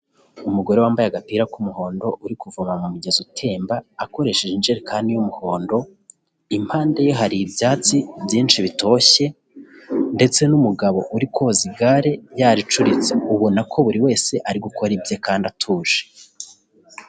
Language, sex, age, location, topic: Kinyarwanda, male, 25-35, Kigali, health